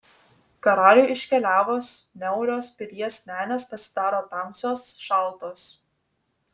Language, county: Lithuanian, Vilnius